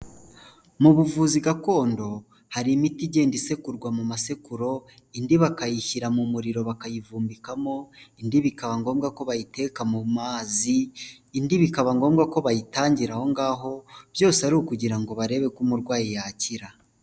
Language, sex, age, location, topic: Kinyarwanda, male, 18-24, Huye, health